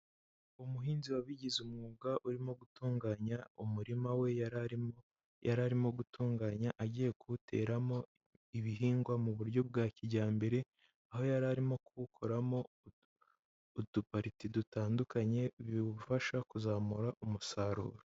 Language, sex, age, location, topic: Kinyarwanda, male, 18-24, Huye, agriculture